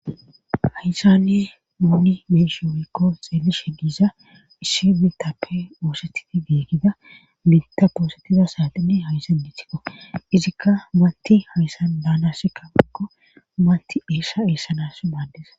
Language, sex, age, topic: Gamo, female, 36-49, government